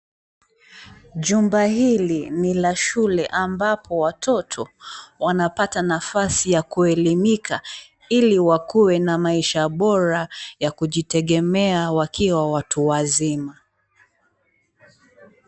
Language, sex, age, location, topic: Swahili, female, 36-49, Mombasa, education